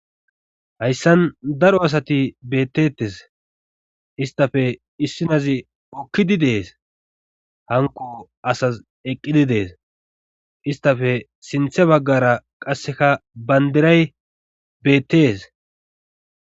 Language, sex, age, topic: Gamo, male, 25-35, government